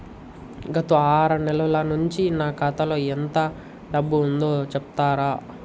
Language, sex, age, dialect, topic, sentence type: Telugu, male, 18-24, Telangana, banking, question